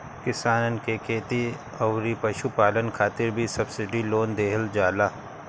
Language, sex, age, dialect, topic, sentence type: Bhojpuri, male, 31-35, Northern, banking, statement